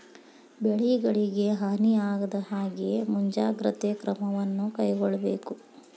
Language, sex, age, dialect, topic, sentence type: Kannada, female, 25-30, Dharwad Kannada, agriculture, statement